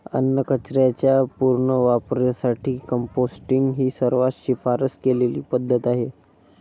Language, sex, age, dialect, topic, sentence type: Marathi, female, 18-24, Varhadi, agriculture, statement